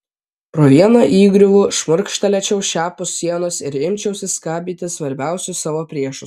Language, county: Lithuanian, Vilnius